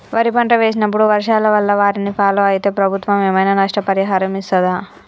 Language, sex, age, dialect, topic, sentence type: Telugu, male, 25-30, Telangana, agriculture, question